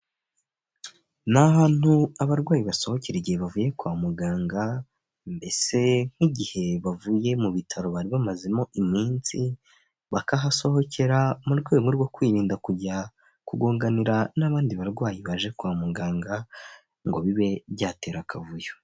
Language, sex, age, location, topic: Kinyarwanda, male, 18-24, Huye, health